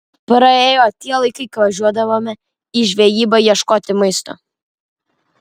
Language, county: Lithuanian, Vilnius